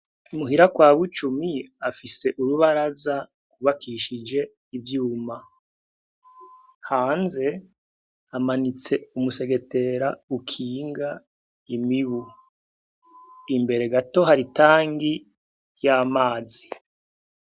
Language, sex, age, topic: Rundi, male, 36-49, education